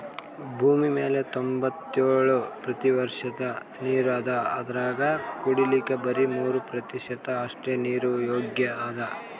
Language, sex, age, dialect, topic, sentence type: Kannada, male, 60-100, Northeastern, agriculture, statement